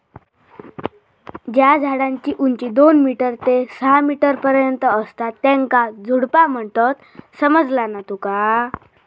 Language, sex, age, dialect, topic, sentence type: Marathi, female, 36-40, Southern Konkan, agriculture, statement